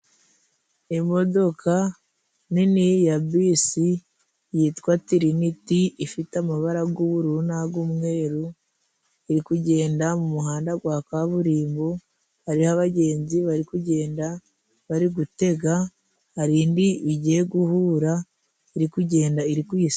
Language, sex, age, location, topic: Kinyarwanda, female, 25-35, Musanze, government